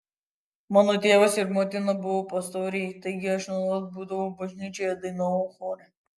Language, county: Lithuanian, Kaunas